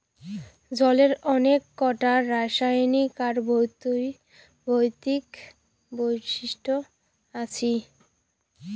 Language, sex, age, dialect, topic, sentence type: Bengali, female, 18-24, Rajbangshi, agriculture, statement